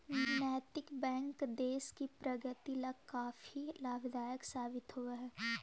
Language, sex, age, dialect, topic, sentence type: Magahi, female, 18-24, Central/Standard, banking, statement